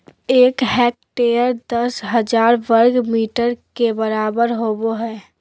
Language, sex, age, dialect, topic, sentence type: Magahi, female, 18-24, Southern, agriculture, statement